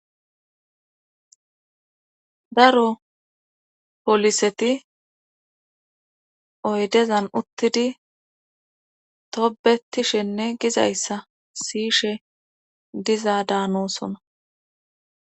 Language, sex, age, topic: Gamo, female, 25-35, government